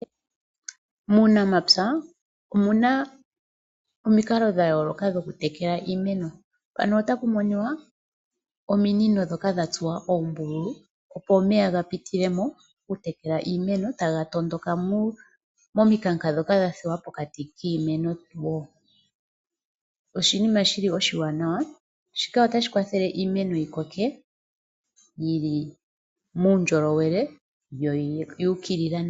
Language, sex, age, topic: Oshiwambo, female, 25-35, agriculture